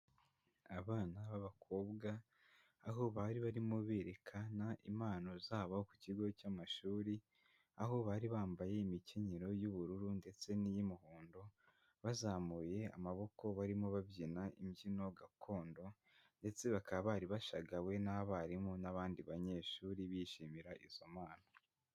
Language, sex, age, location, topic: Kinyarwanda, male, 18-24, Huye, education